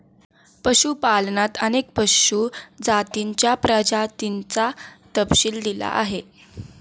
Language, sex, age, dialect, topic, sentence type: Marathi, female, 18-24, Standard Marathi, agriculture, statement